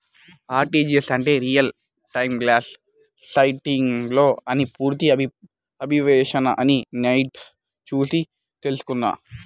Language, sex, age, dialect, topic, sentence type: Telugu, male, 18-24, Central/Coastal, banking, statement